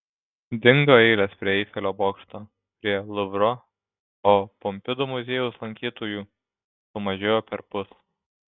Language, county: Lithuanian, Šiauliai